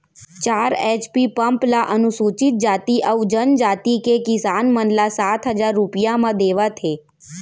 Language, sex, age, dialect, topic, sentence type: Chhattisgarhi, female, 60-100, Central, agriculture, statement